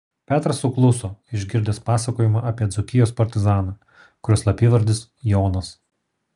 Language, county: Lithuanian, Kaunas